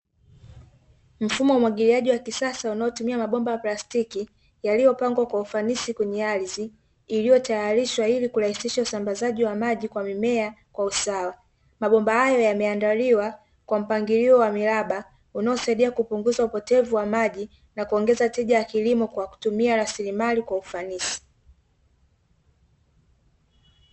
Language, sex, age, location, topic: Swahili, female, 25-35, Dar es Salaam, agriculture